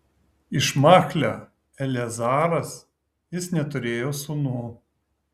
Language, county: Lithuanian, Kaunas